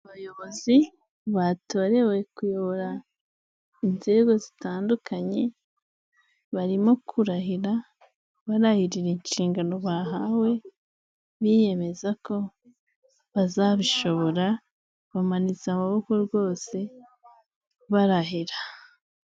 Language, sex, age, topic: Kinyarwanda, female, 18-24, health